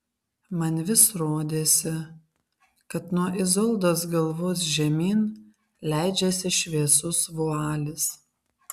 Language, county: Lithuanian, Kaunas